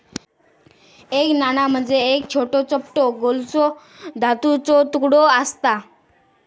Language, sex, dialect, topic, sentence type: Marathi, male, Southern Konkan, banking, statement